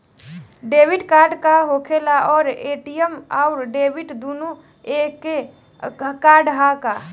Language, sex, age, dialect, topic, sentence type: Bhojpuri, female, <18, Southern / Standard, banking, question